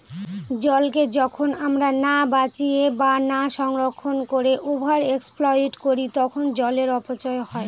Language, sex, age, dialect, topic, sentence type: Bengali, female, 25-30, Northern/Varendri, agriculture, statement